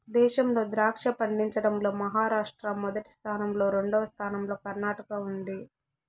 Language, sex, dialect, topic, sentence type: Telugu, female, Southern, agriculture, statement